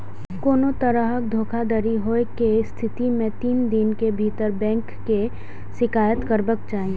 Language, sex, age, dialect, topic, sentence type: Maithili, female, 18-24, Eastern / Thethi, banking, statement